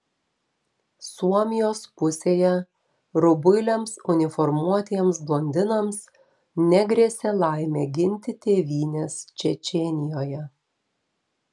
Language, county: Lithuanian, Telšiai